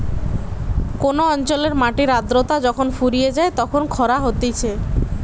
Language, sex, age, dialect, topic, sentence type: Bengali, female, 18-24, Western, agriculture, statement